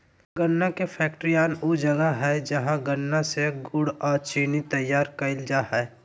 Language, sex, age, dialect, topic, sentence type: Magahi, male, 25-30, Southern, agriculture, statement